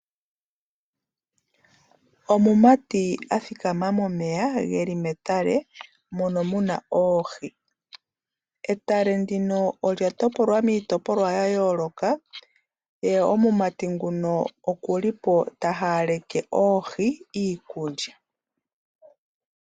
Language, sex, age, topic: Oshiwambo, female, 25-35, agriculture